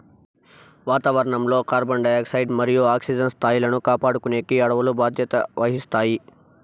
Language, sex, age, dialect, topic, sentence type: Telugu, male, 41-45, Southern, agriculture, statement